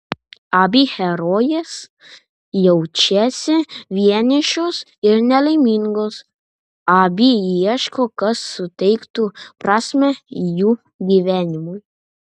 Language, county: Lithuanian, Panevėžys